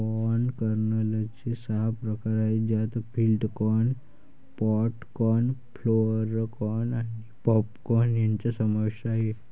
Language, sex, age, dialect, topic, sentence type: Marathi, male, 18-24, Varhadi, agriculture, statement